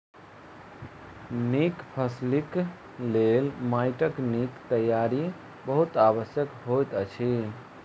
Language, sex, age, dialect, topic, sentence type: Maithili, male, 31-35, Southern/Standard, agriculture, statement